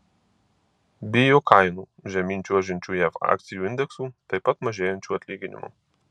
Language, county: Lithuanian, Marijampolė